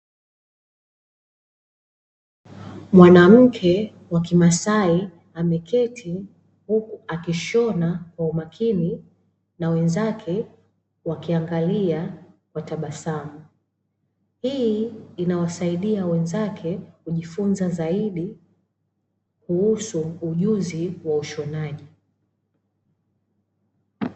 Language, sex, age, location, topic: Swahili, female, 25-35, Dar es Salaam, education